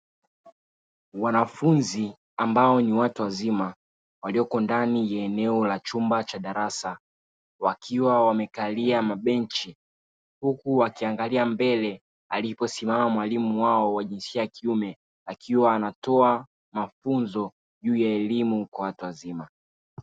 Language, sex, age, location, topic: Swahili, male, 36-49, Dar es Salaam, education